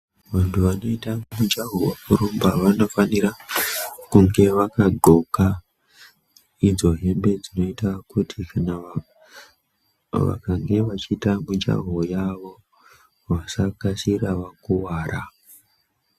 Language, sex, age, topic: Ndau, male, 25-35, health